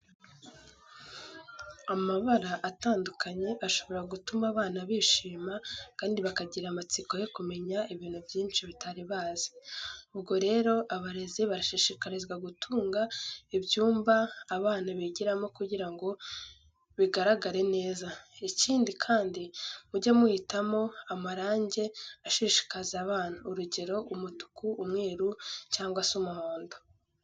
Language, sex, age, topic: Kinyarwanda, female, 18-24, education